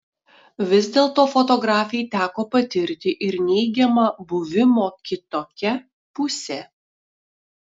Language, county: Lithuanian, Šiauliai